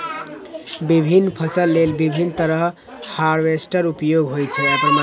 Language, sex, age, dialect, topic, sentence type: Maithili, male, 18-24, Eastern / Thethi, agriculture, statement